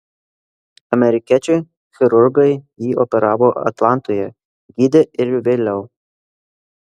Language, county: Lithuanian, Kaunas